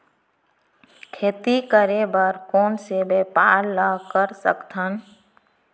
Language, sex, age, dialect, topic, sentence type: Chhattisgarhi, female, 31-35, Central, agriculture, question